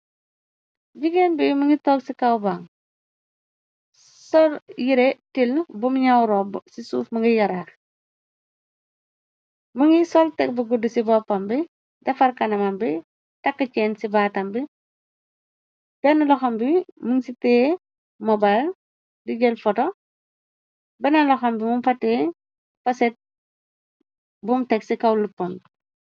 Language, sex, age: Wolof, female, 25-35